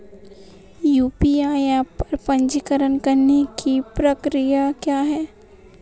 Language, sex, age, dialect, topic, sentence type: Hindi, female, 18-24, Marwari Dhudhari, banking, question